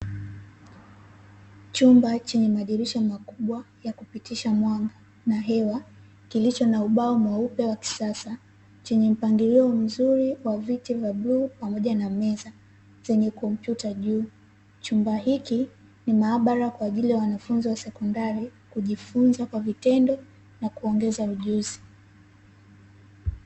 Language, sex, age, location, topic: Swahili, female, 18-24, Dar es Salaam, education